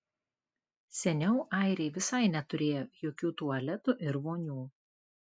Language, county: Lithuanian, Klaipėda